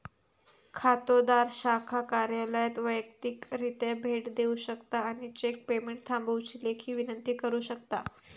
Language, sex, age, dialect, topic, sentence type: Marathi, female, 41-45, Southern Konkan, banking, statement